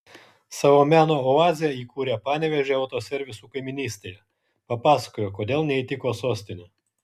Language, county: Lithuanian, Kaunas